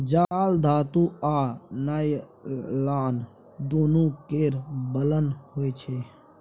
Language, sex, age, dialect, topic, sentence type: Maithili, male, 41-45, Bajjika, agriculture, statement